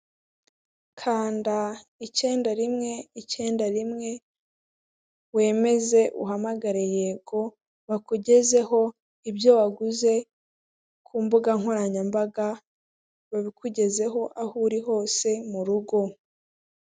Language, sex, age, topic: Kinyarwanda, female, 18-24, finance